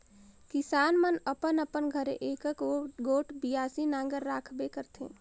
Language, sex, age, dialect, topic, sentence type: Chhattisgarhi, female, 25-30, Northern/Bhandar, agriculture, statement